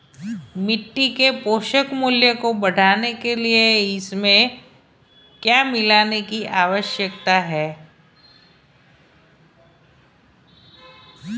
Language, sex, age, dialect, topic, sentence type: Hindi, female, 51-55, Marwari Dhudhari, agriculture, question